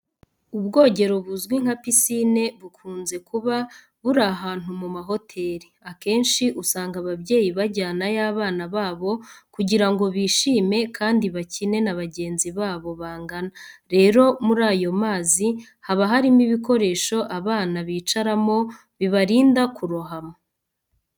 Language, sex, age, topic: Kinyarwanda, female, 25-35, education